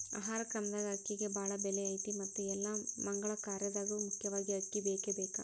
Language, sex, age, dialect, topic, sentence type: Kannada, female, 25-30, Dharwad Kannada, agriculture, statement